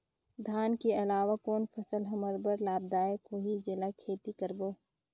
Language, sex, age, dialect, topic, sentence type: Chhattisgarhi, female, 56-60, Northern/Bhandar, agriculture, question